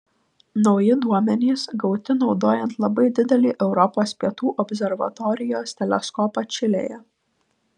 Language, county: Lithuanian, Vilnius